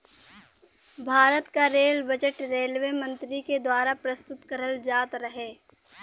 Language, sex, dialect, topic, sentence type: Bhojpuri, female, Western, banking, statement